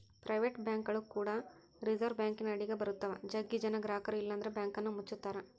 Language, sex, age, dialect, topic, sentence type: Kannada, female, 51-55, Central, banking, statement